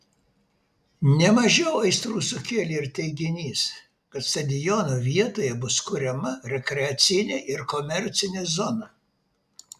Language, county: Lithuanian, Vilnius